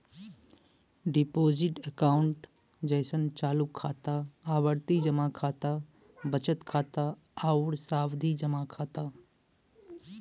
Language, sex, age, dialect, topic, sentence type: Bhojpuri, male, 18-24, Western, banking, statement